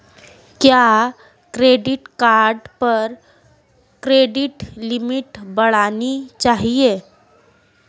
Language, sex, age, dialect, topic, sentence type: Hindi, female, 18-24, Marwari Dhudhari, banking, question